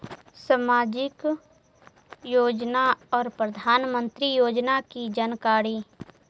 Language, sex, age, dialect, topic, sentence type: Magahi, female, 18-24, Central/Standard, banking, question